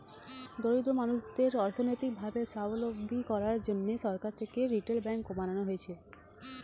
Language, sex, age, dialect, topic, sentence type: Bengali, female, 31-35, Standard Colloquial, banking, statement